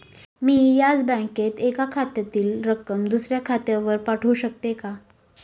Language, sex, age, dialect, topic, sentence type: Marathi, female, 18-24, Standard Marathi, banking, question